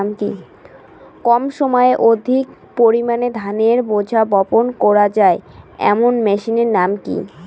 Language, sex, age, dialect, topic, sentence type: Bengali, female, 18-24, Rajbangshi, agriculture, question